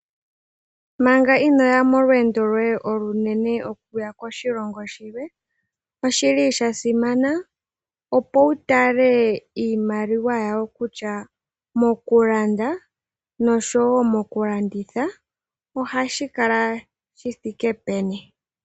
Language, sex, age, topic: Oshiwambo, female, 18-24, finance